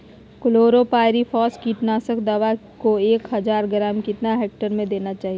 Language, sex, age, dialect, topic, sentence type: Magahi, female, 36-40, Southern, agriculture, question